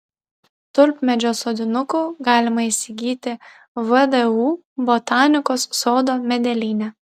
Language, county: Lithuanian, Vilnius